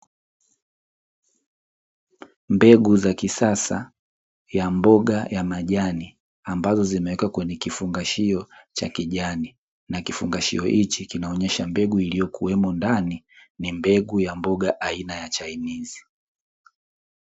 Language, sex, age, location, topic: Swahili, male, 18-24, Dar es Salaam, agriculture